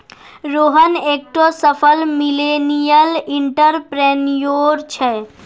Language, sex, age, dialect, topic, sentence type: Maithili, female, 46-50, Angika, banking, statement